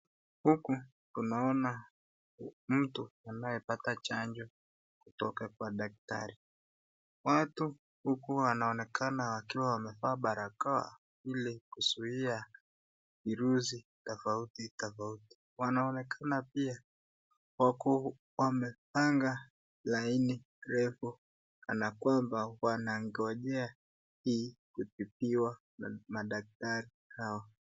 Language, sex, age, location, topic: Swahili, female, 36-49, Nakuru, health